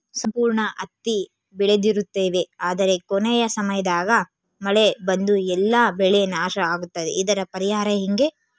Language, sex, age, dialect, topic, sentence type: Kannada, female, 18-24, Central, agriculture, question